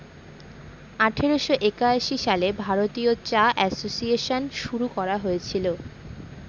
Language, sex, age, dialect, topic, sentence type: Bengali, female, 18-24, Northern/Varendri, agriculture, statement